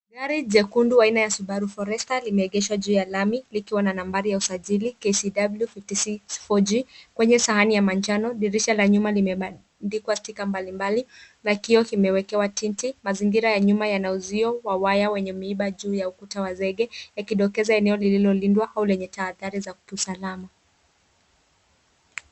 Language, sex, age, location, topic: Swahili, female, 18-24, Nairobi, finance